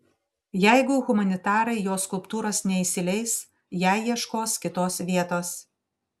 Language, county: Lithuanian, Panevėžys